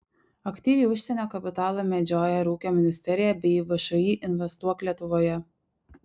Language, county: Lithuanian, Šiauliai